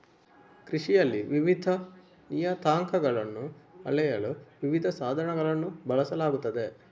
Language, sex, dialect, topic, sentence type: Kannada, male, Coastal/Dakshin, agriculture, statement